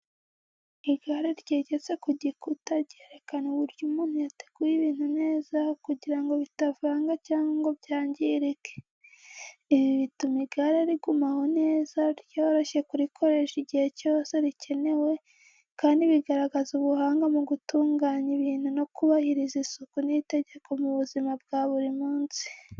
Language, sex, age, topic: Kinyarwanda, female, 18-24, education